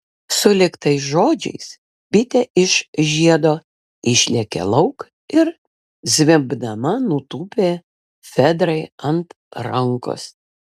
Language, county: Lithuanian, Vilnius